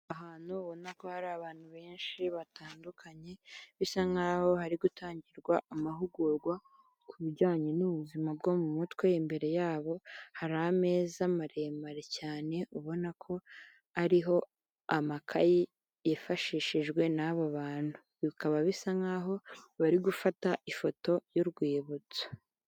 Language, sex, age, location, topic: Kinyarwanda, female, 36-49, Kigali, health